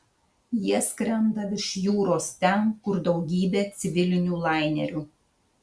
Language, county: Lithuanian, Šiauliai